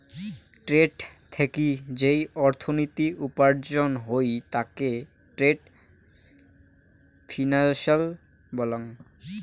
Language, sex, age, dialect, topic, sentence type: Bengali, male, 18-24, Rajbangshi, banking, statement